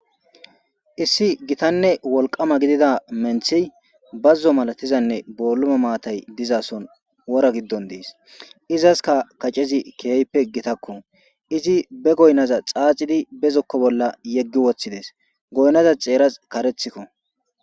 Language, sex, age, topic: Gamo, male, 18-24, agriculture